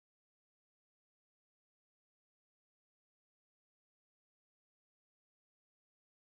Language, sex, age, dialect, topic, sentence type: Bengali, female, 18-24, Western, agriculture, statement